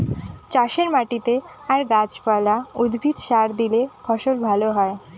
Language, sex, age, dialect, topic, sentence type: Bengali, female, 18-24, Northern/Varendri, agriculture, statement